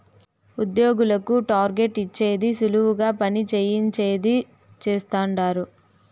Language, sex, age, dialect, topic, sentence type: Telugu, male, 31-35, Southern, banking, statement